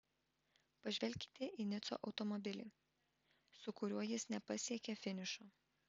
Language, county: Lithuanian, Vilnius